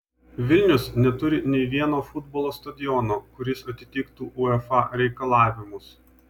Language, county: Lithuanian, Vilnius